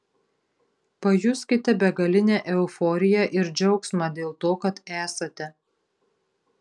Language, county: Lithuanian, Marijampolė